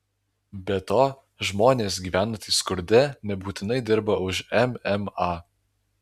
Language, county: Lithuanian, Alytus